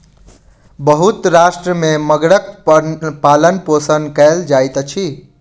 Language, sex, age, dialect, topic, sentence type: Maithili, male, 18-24, Southern/Standard, agriculture, statement